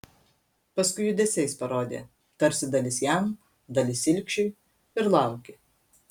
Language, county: Lithuanian, Kaunas